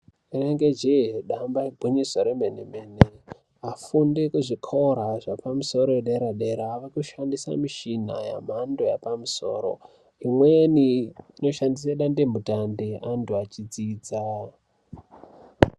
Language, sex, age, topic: Ndau, male, 18-24, education